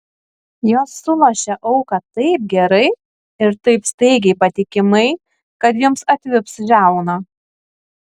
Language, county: Lithuanian, Kaunas